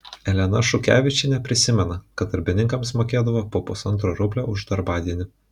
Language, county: Lithuanian, Kaunas